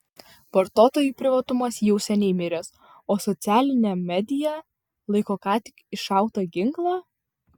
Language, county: Lithuanian, Vilnius